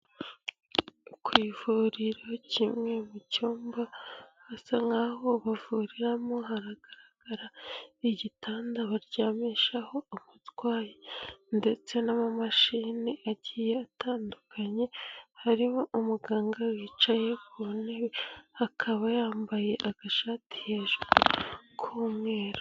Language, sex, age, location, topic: Kinyarwanda, female, 25-35, Nyagatare, health